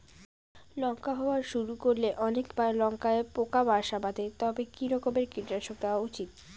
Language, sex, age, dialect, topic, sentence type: Bengali, female, 18-24, Rajbangshi, agriculture, question